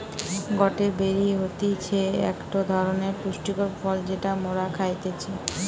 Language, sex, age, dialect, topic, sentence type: Bengali, female, 18-24, Western, agriculture, statement